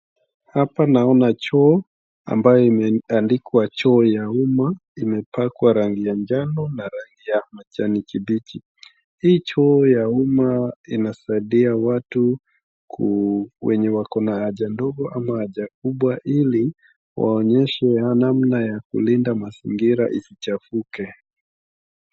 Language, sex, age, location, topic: Swahili, male, 25-35, Wajir, health